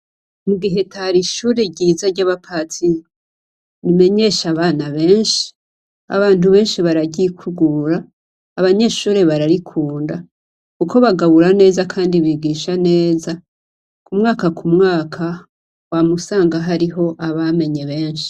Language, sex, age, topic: Rundi, female, 25-35, education